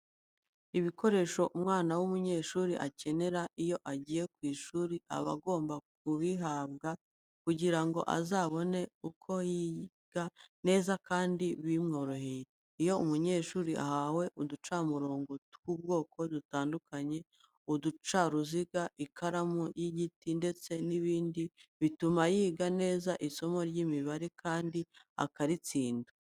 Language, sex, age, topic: Kinyarwanda, female, 36-49, education